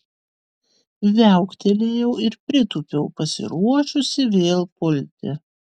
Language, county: Lithuanian, Vilnius